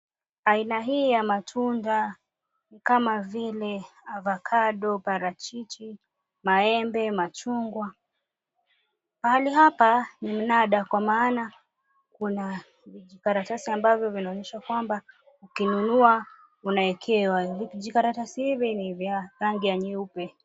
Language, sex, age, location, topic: Swahili, female, 25-35, Mombasa, finance